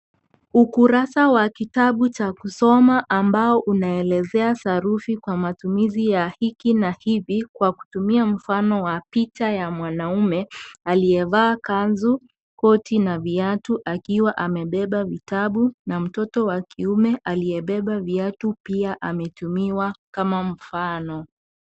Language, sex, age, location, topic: Swahili, female, 25-35, Kisii, education